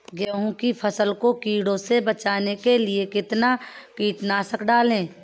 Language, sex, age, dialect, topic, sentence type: Hindi, male, 31-35, Kanauji Braj Bhasha, agriculture, question